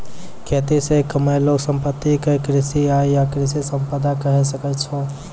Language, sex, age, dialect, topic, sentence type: Maithili, male, 25-30, Angika, agriculture, statement